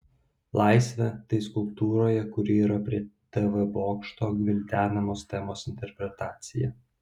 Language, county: Lithuanian, Vilnius